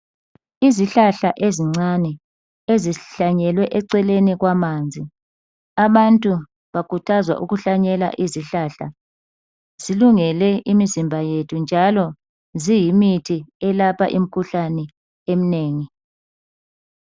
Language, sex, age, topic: North Ndebele, female, 36-49, health